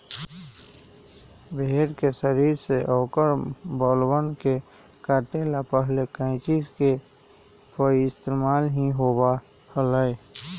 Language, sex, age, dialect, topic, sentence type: Magahi, male, 18-24, Western, agriculture, statement